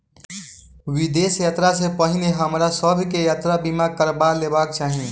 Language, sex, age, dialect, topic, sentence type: Maithili, male, 18-24, Southern/Standard, banking, statement